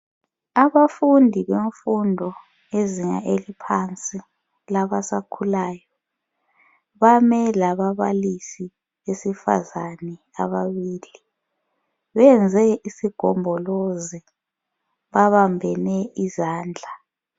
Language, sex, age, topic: North Ndebele, female, 25-35, education